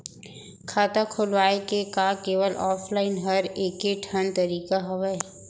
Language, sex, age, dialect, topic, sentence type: Chhattisgarhi, female, 25-30, Central, banking, question